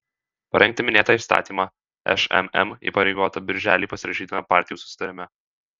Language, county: Lithuanian, Alytus